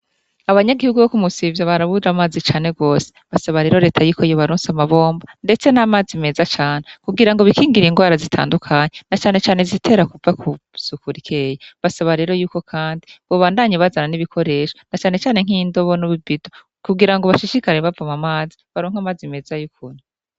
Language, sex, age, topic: Rundi, female, 25-35, education